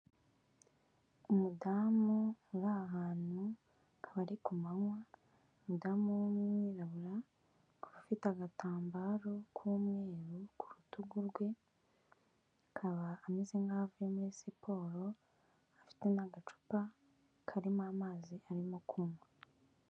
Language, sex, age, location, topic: Kinyarwanda, female, 18-24, Kigali, health